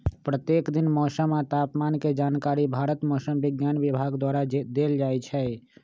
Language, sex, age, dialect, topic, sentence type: Magahi, male, 25-30, Western, agriculture, statement